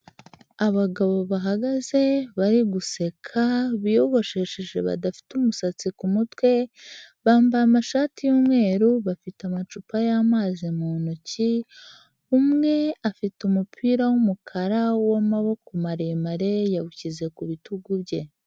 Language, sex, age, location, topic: Kinyarwanda, female, 25-35, Huye, health